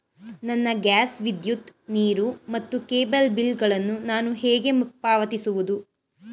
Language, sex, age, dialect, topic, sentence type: Kannada, female, 31-35, Mysore Kannada, banking, question